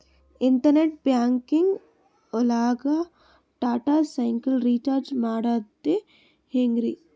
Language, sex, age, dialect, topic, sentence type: Kannada, female, 18-24, Northeastern, banking, question